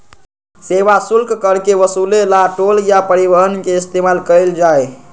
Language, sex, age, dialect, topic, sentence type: Magahi, male, 51-55, Western, banking, statement